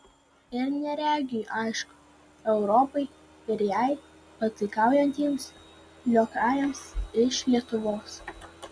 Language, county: Lithuanian, Vilnius